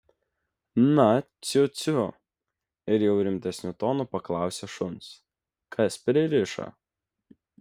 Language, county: Lithuanian, Vilnius